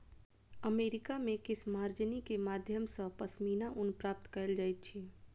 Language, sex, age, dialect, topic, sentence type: Maithili, female, 25-30, Southern/Standard, agriculture, statement